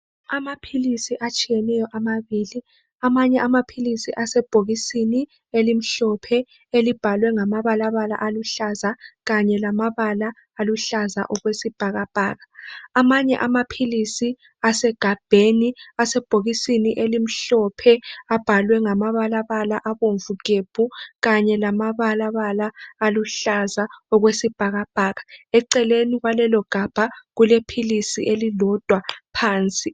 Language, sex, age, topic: North Ndebele, female, 18-24, health